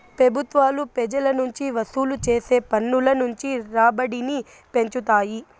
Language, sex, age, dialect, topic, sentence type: Telugu, female, 18-24, Southern, banking, statement